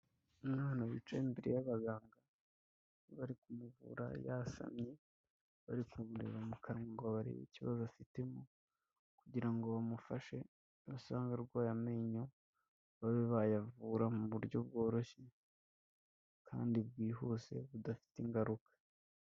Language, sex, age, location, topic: Kinyarwanda, female, 25-35, Kigali, health